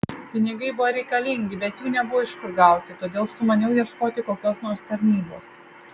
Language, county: Lithuanian, Vilnius